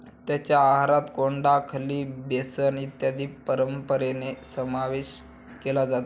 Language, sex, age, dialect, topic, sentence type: Marathi, male, 18-24, Standard Marathi, agriculture, statement